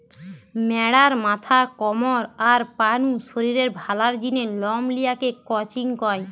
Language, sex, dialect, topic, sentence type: Bengali, female, Western, agriculture, statement